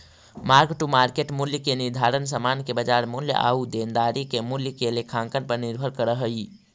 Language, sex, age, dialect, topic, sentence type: Magahi, male, 25-30, Central/Standard, banking, statement